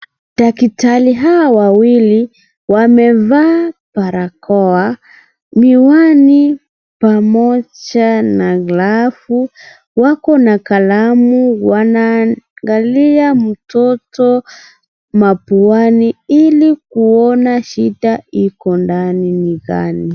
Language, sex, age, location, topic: Swahili, female, 25-35, Kisii, health